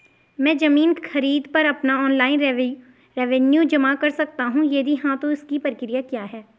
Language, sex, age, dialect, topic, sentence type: Hindi, female, 18-24, Garhwali, banking, question